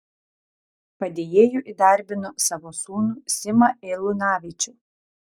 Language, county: Lithuanian, Telšiai